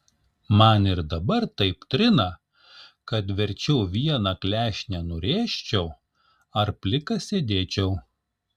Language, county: Lithuanian, Šiauliai